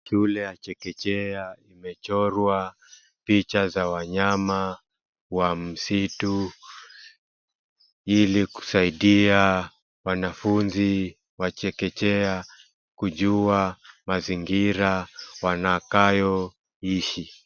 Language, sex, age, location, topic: Swahili, male, 25-35, Wajir, education